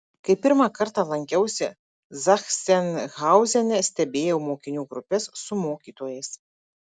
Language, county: Lithuanian, Marijampolė